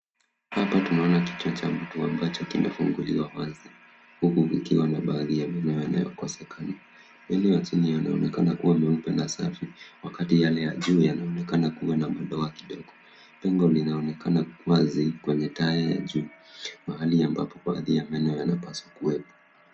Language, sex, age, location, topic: Swahili, male, 25-35, Nairobi, health